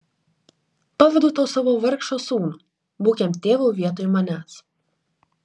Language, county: Lithuanian, Klaipėda